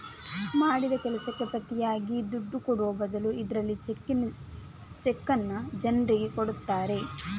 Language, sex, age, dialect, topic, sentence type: Kannada, female, 31-35, Coastal/Dakshin, banking, statement